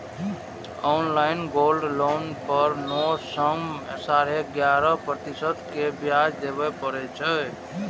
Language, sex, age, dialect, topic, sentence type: Maithili, male, 31-35, Eastern / Thethi, banking, statement